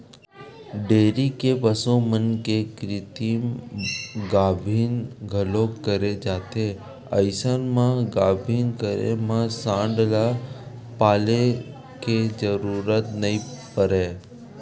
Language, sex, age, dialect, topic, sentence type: Chhattisgarhi, male, 31-35, Western/Budati/Khatahi, agriculture, statement